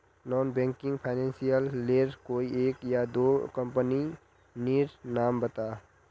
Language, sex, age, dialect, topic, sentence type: Magahi, male, 41-45, Northeastern/Surjapuri, banking, question